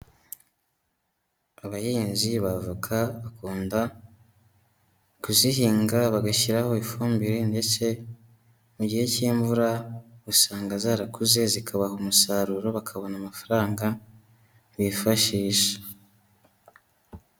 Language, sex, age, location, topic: Kinyarwanda, male, 18-24, Huye, agriculture